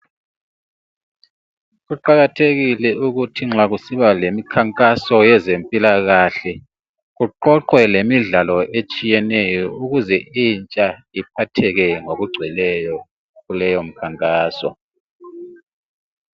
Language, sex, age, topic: North Ndebele, male, 36-49, health